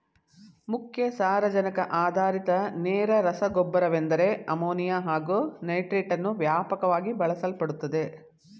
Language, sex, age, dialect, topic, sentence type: Kannada, female, 51-55, Mysore Kannada, agriculture, statement